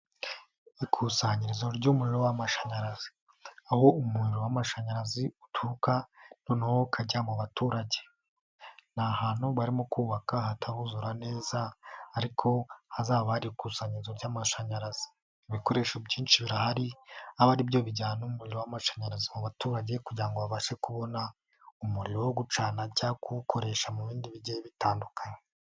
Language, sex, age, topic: Kinyarwanda, male, 18-24, government